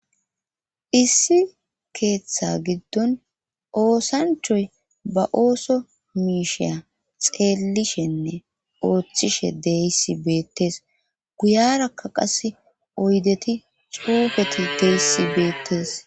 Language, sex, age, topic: Gamo, female, 25-35, government